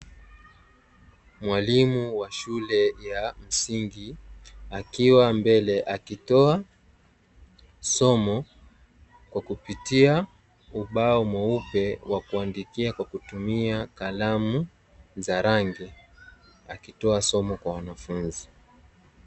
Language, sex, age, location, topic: Swahili, male, 18-24, Dar es Salaam, education